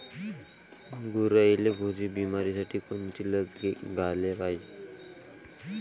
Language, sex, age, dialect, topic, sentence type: Marathi, male, 18-24, Varhadi, agriculture, question